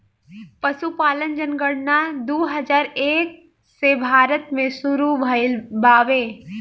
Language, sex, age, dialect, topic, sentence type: Bhojpuri, female, 18-24, Southern / Standard, agriculture, statement